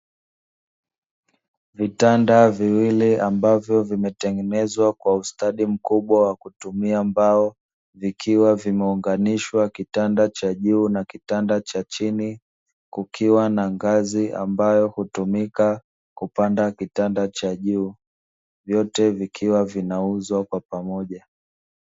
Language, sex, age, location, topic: Swahili, male, 25-35, Dar es Salaam, finance